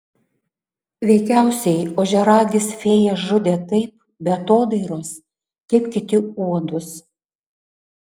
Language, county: Lithuanian, Panevėžys